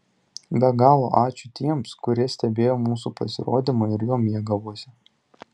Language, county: Lithuanian, Tauragė